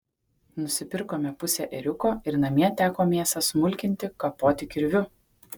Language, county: Lithuanian, Kaunas